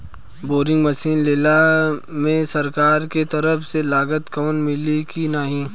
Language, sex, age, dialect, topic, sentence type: Bhojpuri, male, 25-30, Western, agriculture, question